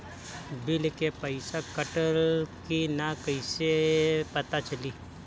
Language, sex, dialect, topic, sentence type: Bhojpuri, male, Northern, banking, question